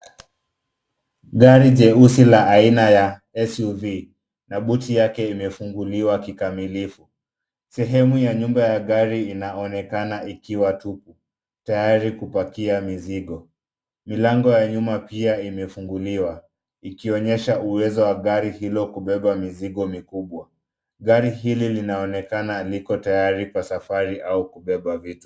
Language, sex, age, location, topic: Swahili, male, 25-35, Nairobi, finance